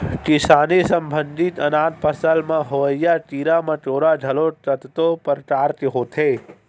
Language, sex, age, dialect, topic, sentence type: Chhattisgarhi, male, 18-24, Western/Budati/Khatahi, agriculture, statement